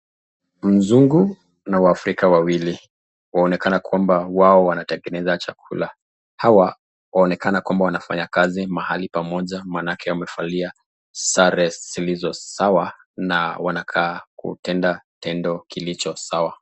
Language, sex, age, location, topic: Swahili, male, 25-35, Nakuru, agriculture